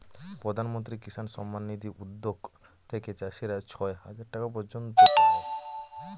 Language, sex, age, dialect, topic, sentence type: Bengali, male, 18-24, Northern/Varendri, agriculture, statement